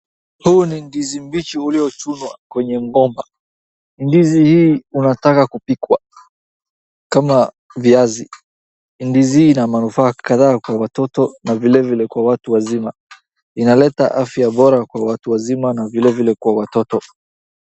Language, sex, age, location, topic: Swahili, male, 18-24, Wajir, agriculture